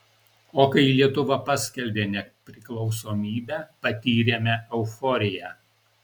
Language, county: Lithuanian, Alytus